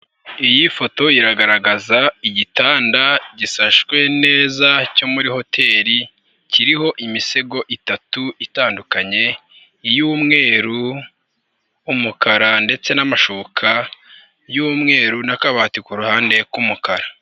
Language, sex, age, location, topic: Kinyarwanda, male, 25-35, Nyagatare, finance